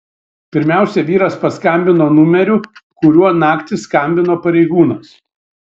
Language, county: Lithuanian, Šiauliai